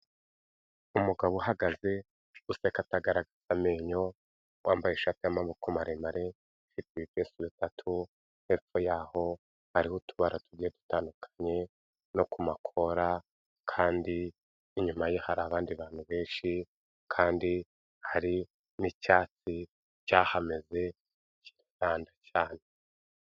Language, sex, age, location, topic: Kinyarwanda, male, 36-49, Kigali, health